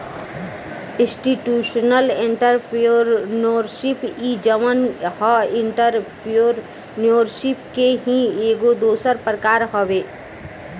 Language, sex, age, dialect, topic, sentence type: Bhojpuri, female, 18-24, Southern / Standard, banking, statement